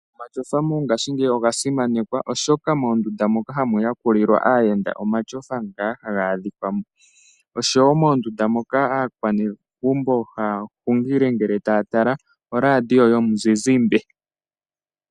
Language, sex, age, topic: Oshiwambo, male, 25-35, finance